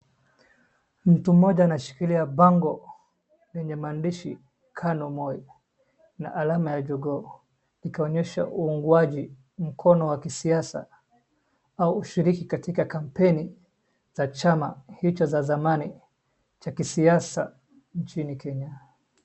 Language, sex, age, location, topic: Swahili, male, 25-35, Wajir, government